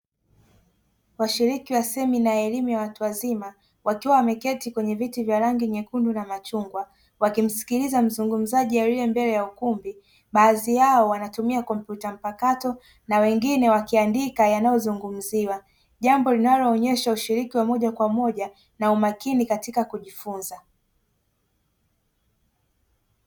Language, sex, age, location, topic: Swahili, male, 18-24, Dar es Salaam, education